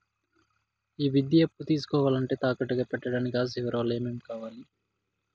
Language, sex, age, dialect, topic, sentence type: Telugu, male, 25-30, Southern, banking, question